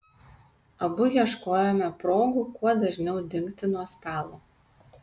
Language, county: Lithuanian, Kaunas